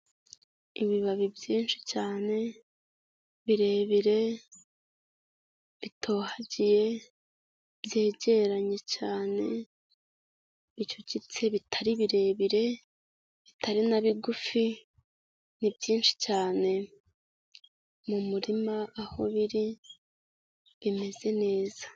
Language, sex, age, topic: Kinyarwanda, female, 25-35, health